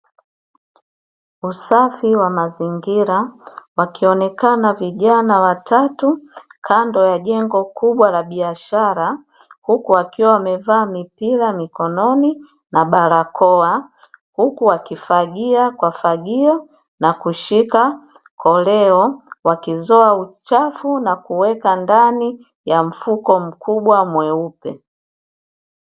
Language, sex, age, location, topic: Swahili, female, 36-49, Dar es Salaam, government